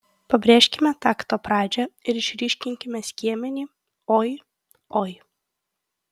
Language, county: Lithuanian, Kaunas